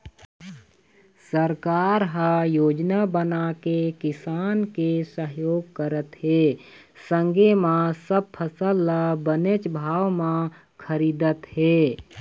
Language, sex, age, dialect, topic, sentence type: Chhattisgarhi, female, 36-40, Eastern, agriculture, statement